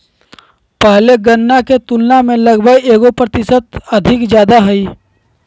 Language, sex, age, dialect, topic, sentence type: Magahi, male, 18-24, Southern, agriculture, statement